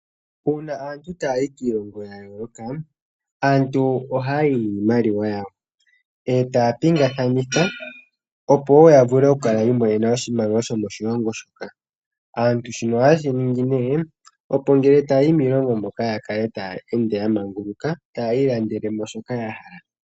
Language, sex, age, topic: Oshiwambo, female, 25-35, finance